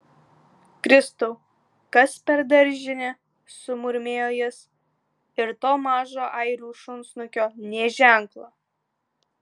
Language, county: Lithuanian, Kaunas